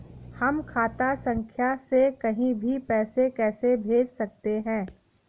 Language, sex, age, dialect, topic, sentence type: Hindi, female, 18-24, Awadhi Bundeli, banking, question